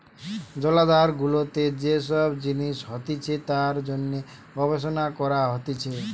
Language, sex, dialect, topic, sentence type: Bengali, male, Western, agriculture, statement